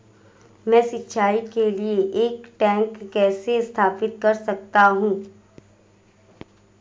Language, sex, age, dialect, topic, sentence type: Hindi, female, 25-30, Marwari Dhudhari, agriculture, question